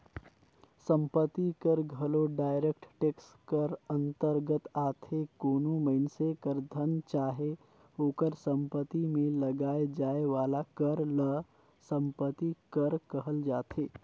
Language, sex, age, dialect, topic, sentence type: Chhattisgarhi, male, 25-30, Northern/Bhandar, banking, statement